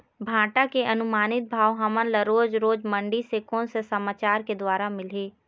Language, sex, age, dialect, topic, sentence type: Chhattisgarhi, female, 18-24, Eastern, agriculture, question